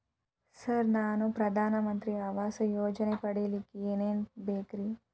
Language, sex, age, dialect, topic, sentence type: Kannada, female, 18-24, Dharwad Kannada, banking, question